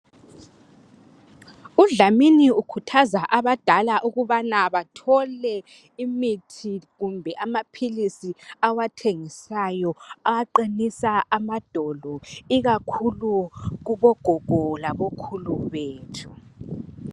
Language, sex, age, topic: North Ndebele, male, 50+, health